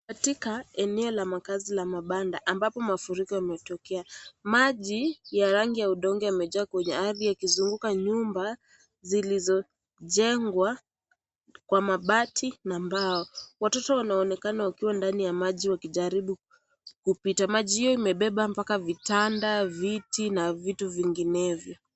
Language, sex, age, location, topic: Swahili, female, 18-24, Kisii, health